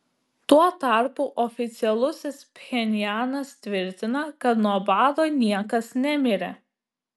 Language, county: Lithuanian, Klaipėda